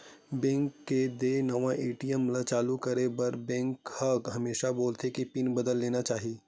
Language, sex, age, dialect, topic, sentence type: Chhattisgarhi, male, 18-24, Western/Budati/Khatahi, banking, statement